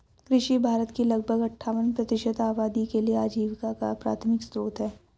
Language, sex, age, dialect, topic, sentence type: Hindi, female, 56-60, Hindustani Malvi Khadi Boli, agriculture, statement